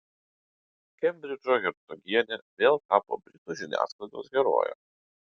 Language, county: Lithuanian, Utena